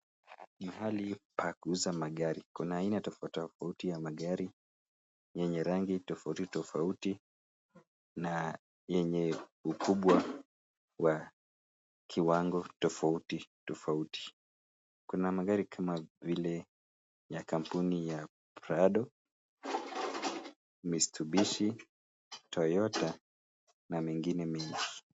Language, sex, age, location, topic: Swahili, male, 25-35, Nakuru, finance